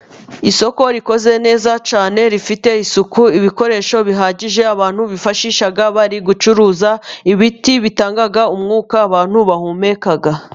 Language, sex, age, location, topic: Kinyarwanda, female, 25-35, Musanze, government